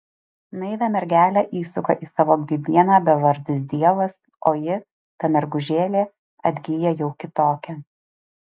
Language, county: Lithuanian, Alytus